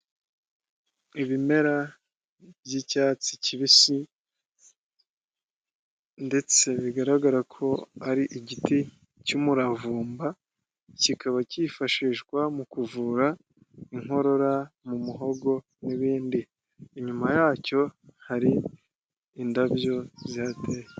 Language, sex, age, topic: Kinyarwanda, male, 18-24, health